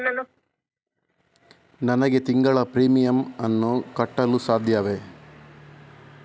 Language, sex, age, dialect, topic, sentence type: Kannada, male, 25-30, Coastal/Dakshin, banking, question